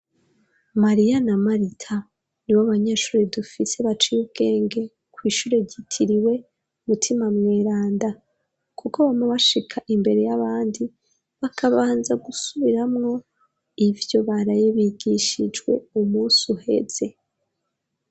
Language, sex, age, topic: Rundi, female, 25-35, education